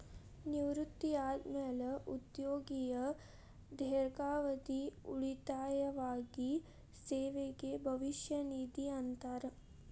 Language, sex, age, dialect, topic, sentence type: Kannada, female, 25-30, Dharwad Kannada, banking, statement